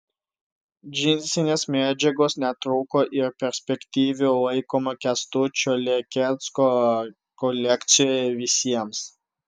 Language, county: Lithuanian, Vilnius